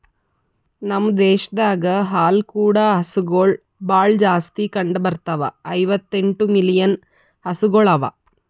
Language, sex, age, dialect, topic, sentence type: Kannada, female, 25-30, Northeastern, agriculture, statement